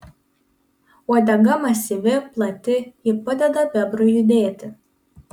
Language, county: Lithuanian, Panevėžys